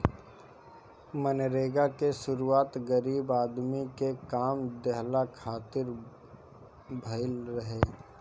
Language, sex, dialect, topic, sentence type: Bhojpuri, male, Northern, banking, statement